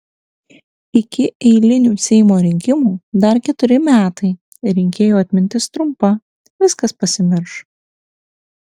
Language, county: Lithuanian, Kaunas